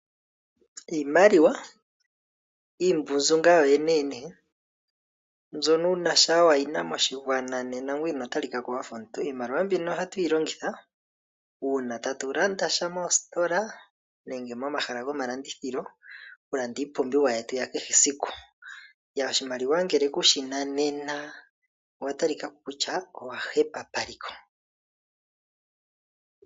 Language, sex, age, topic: Oshiwambo, male, 25-35, finance